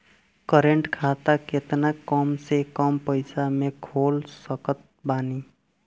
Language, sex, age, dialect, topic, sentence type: Bhojpuri, male, 18-24, Southern / Standard, banking, question